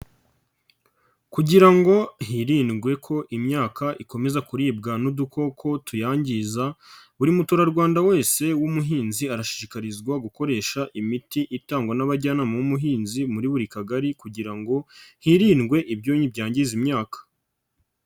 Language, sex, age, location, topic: Kinyarwanda, male, 25-35, Nyagatare, agriculture